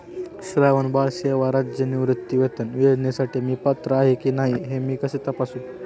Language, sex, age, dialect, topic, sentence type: Marathi, male, 18-24, Standard Marathi, banking, question